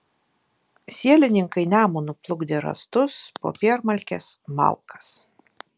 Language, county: Lithuanian, Vilnius